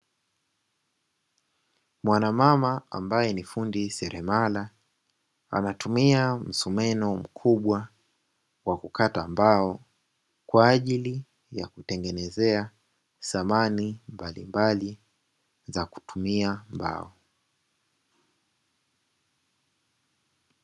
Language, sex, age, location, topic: Swahili, male, 18-24, Dar es Salaam, finance